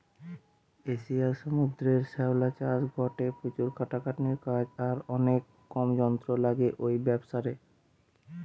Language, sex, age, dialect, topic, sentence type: Bengali, male, 18-24, Western, agriculture, statement